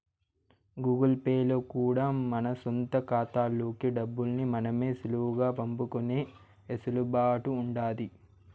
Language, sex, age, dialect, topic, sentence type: Telugu, male, 25-30, Southern, banking, statement